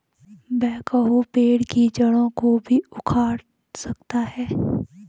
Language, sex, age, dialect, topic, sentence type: Hindi, female, 18-24, Garhwali, agriculture, statement